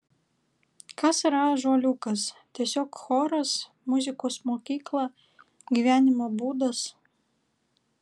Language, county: Lithuanian, Vilnius